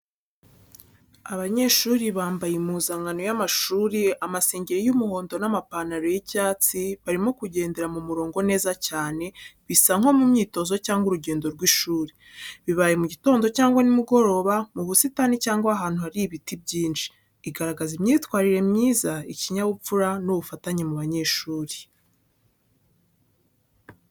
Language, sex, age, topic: Kinyarwanda, female, 18-24, education